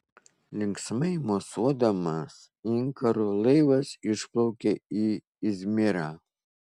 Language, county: Lithuanian, Kaunas